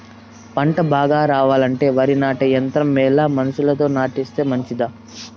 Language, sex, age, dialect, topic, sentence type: Telugu, male, 18-24, Southern, agriculture, question